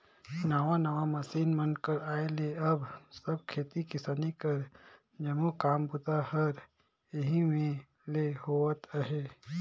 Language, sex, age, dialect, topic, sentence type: Chhattisgarhi, male, 18-24, Northern/Bhandar, agriculture, statement